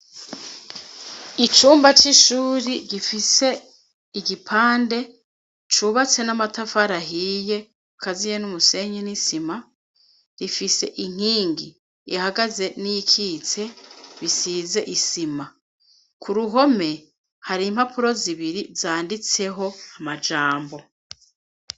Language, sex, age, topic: Rundi, female, 36-49, education